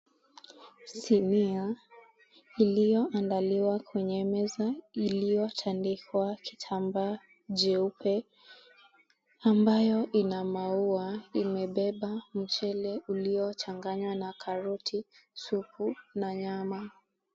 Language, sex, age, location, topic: Swahili, female, 18-24, Mombasa, agriculture